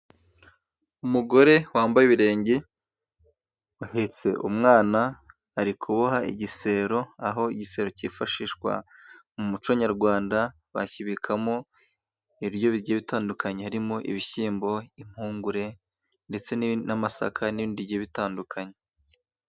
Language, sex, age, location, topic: Kinyarwanda, male, 25-35, Musanze, government